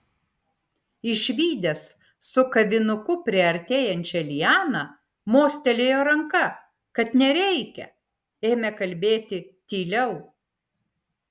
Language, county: Lithuanian, Vilnius